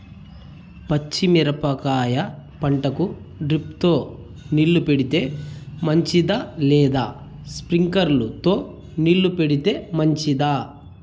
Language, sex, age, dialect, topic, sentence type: Telugu, male, 31-35, Southern, agriculture, question